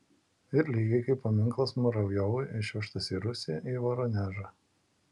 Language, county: Lithuanian, Alytus